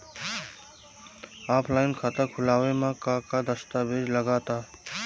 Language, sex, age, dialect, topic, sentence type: Bhojpuri, male, 25-30, Southern / Standard, banking, question